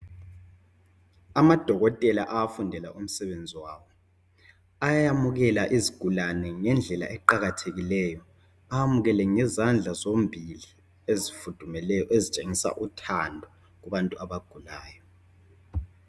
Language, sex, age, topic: North Ndebele, male, 18-24, health